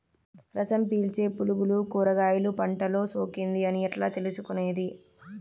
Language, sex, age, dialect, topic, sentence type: Telugu, female, 18-24, Southern, agriculture, question